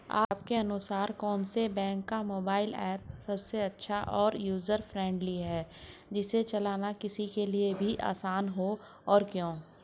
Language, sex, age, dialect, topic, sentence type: Hindi, male, 46-50, Hindustani Malvi Khadi Boli, banking, question